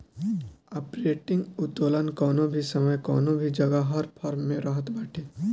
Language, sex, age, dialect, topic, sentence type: Bhojpuri, male, <18, Northern, banking, statement